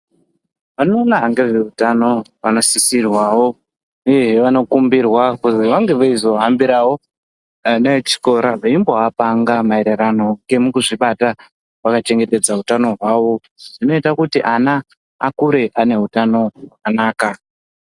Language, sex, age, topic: Ndau, female, 18-24, education